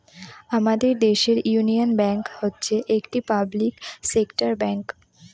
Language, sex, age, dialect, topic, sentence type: Bengali, female, <18, Northern/Varendri, banking, statement